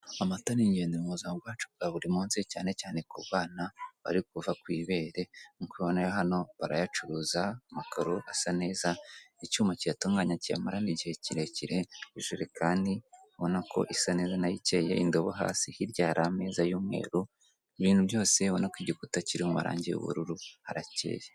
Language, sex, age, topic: Kinyarwanda, female, 25-35, finance